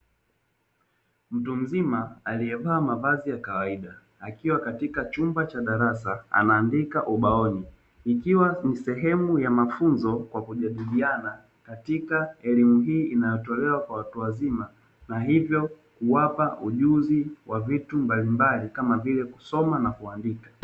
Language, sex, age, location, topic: Swahili, male, 18-24, Dar es Salaam, education